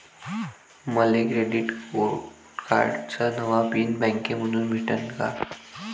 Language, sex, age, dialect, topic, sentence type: Marathi, male, <18, Varhadi, banking, question